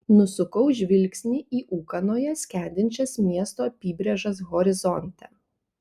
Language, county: Lithuanian, Panevėžys